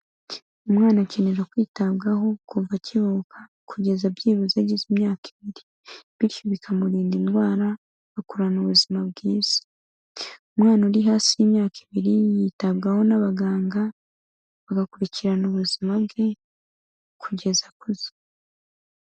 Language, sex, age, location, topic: Kinyarwanda, female, 18-24, Kigali, health